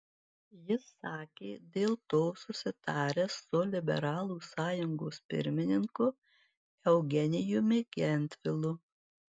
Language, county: Lithuanian, Marijampolė